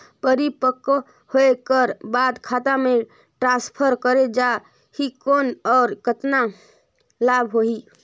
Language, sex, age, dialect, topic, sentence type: Chhattisgarhi, female, 25-30, Northern/Bhandar, banking, question